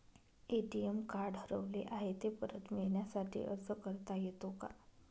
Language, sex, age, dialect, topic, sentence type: Marathi, female, 31-35, Northern Konkan, banking, question